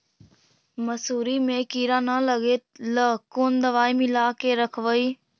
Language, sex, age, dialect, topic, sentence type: Magahi, female, 51-55, Central/Standard, agriculture, question